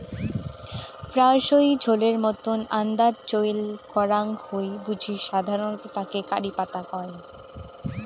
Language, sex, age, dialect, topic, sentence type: Bengali, female, 18-24, Rajbangshi, agriculture, statement